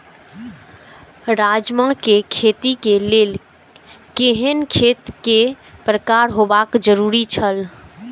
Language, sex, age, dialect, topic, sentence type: Maithili, female, 18-24, Eastern / Thethi, agriculture, question